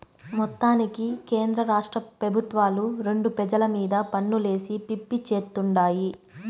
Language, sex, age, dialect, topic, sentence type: Telugu, female, 25-30, Southern, banking, statement